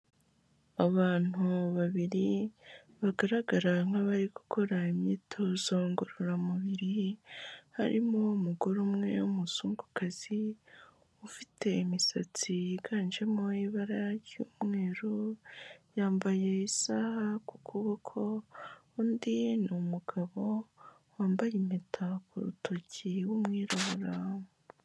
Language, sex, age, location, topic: Kinyarwanda, female, 18-24, Kigali, health